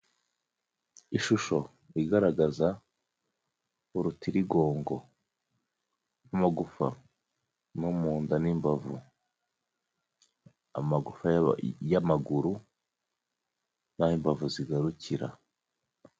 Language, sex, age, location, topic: Kinyarwanda, male, 25-35, Huye, health